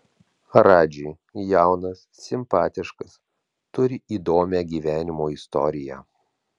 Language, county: Lithuanian, Vilnius